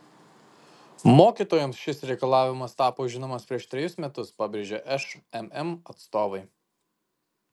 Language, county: Lithuanian, Kaunas